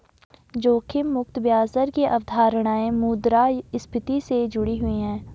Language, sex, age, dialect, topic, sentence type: Hindi, female, 51-55, Garhwali, banking, statement